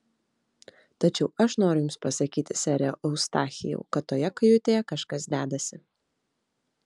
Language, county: Lithuanian, Vilnius